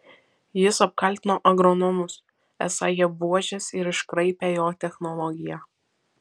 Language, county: Lithuanian, Vilnius